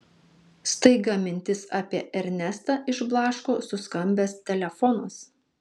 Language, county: Lithuanian, Marijampolė